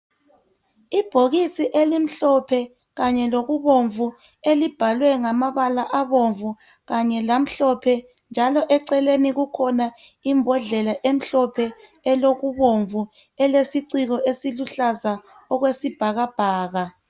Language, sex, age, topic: North Ndebele, female, 25-35, health